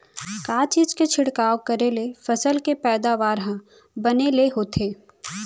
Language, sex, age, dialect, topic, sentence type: Chhattisgarhi, female, 25-30, Central, agriculture, question